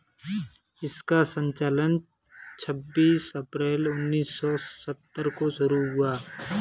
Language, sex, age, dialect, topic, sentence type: Hindi, male, 18-24, Kanauji Braj Bhasha, banking, statement